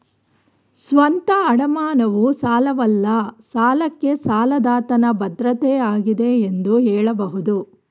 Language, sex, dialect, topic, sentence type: Kannada, female, Mysore Kannada, banking, statement